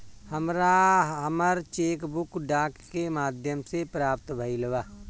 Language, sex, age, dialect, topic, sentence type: Bhojpuri, male, 36-40, Northern, banking, statement